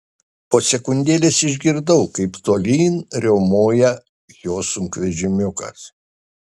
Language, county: Lithuanian, Šiauliai